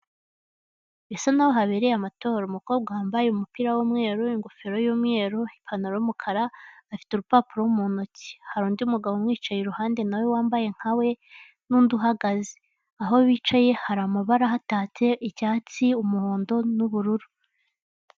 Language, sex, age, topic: Kinyarwanda, female, 18-24, government